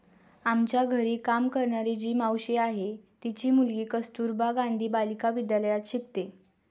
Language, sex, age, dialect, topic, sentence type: Marathi, female, 18-24, Standard Marathi, banking, statement